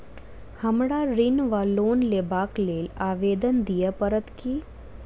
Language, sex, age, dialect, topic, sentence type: Maithili, female, 25-30, Southern/Standard, banking, question